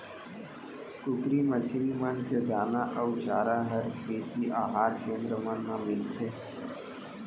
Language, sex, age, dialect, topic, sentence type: Chhattisgarhi, male, 18-24, Central, agriculture, statement